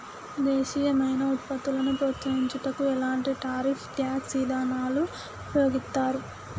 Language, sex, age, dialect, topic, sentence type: Telugu, female, 18-24, Telangana, banking, statement